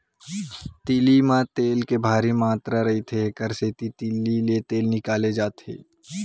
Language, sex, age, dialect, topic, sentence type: Chhattisgarhi, male, 18-24, Western/Budati/Khatahi, agriculture, statement